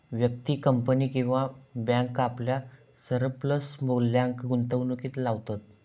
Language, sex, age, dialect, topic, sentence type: Marathi, male, 18-24, Southern Konkan, banking, statement